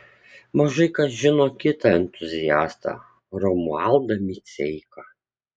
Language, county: Lithuanian, Kaunas